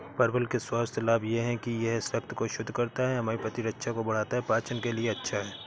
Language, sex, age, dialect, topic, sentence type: Hindi, male, 56-60, Awadhi Bundeli, agriculture, statement